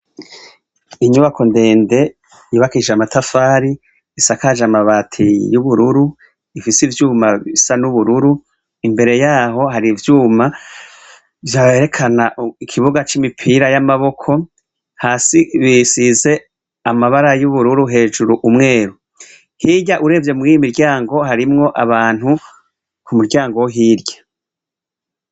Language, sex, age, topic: Rundi, male, 36-49, education